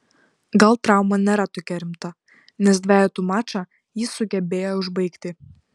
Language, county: Lithuanian, Vilnius